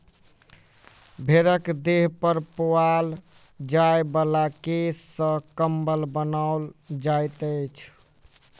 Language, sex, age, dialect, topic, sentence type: Maithili, male, 18-24, Southern/Standard, agriculture, statement